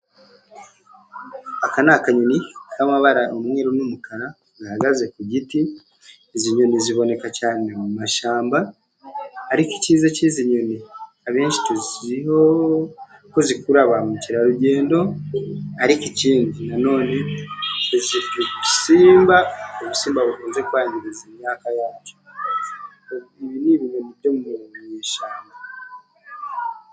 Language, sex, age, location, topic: Kinyarwanda, male, 50+, Musanze, agriculture